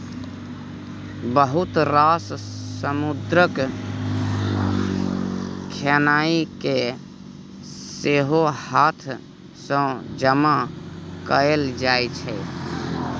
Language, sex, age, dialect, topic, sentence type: Maithili, male, 36-40, Bajjika, agriculture, statement